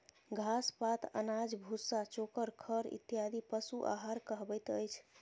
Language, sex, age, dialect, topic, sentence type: Maithili, female, 25-30, Southern/Standard, agriculture, statement